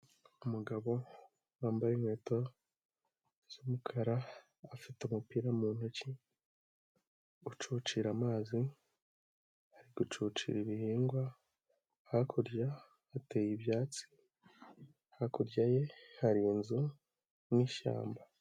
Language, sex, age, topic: Kinyarwanda, male, 18-24, agriculture